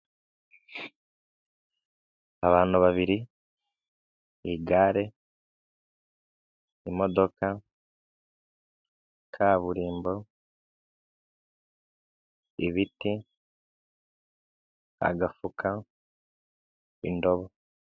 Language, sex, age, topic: Kinyarwanda, male, 25-35, government